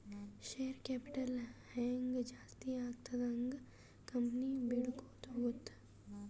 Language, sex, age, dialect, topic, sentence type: Kannada, male, 18-24, Northeastern, banking, statement